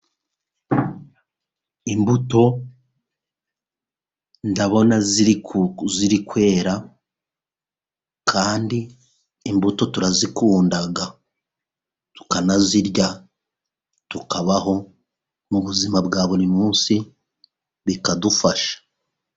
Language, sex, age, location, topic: Kinyarwanda, male, 36-49, Musanze, agriculture